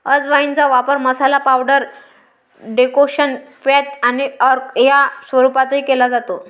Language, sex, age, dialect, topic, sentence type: Marathi, male, 31-35, Varhadi, agriculture, statement